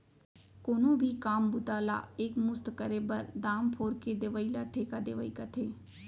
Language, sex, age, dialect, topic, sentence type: Chhattisgarhi, female, 25-30, Central, agriculture, statement